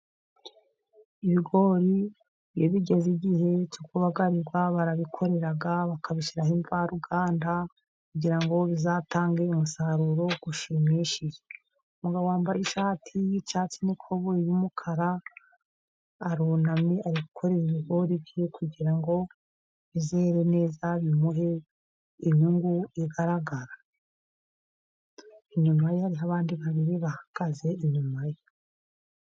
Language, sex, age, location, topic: Kinyarwanda, female, 50+, Musanze, agriculture